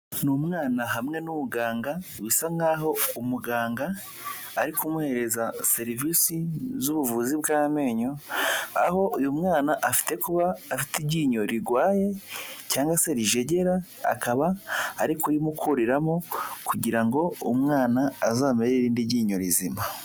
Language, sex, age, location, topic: Kinyarwanda, male, 18-24, Kigali, health